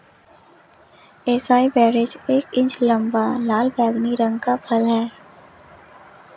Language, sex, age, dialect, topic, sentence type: Hindi, female, 56-60, Marwari Dhudhari, agriculture, statement